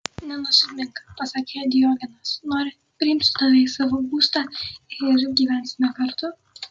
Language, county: Lithuanian, Kaunas